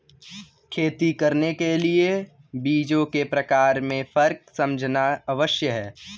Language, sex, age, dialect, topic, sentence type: Hindi, male, 18-24, Kanauji Braj Bhasha, agriculture, statement